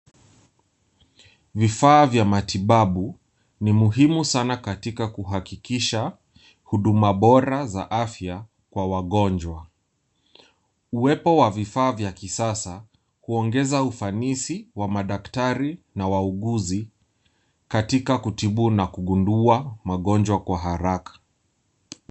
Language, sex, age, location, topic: Swahili, male, 18-24, Nairobi, health